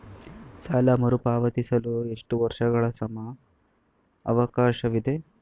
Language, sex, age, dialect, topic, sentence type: Kannada, male, 18-24, Mysore Kannada, banking, question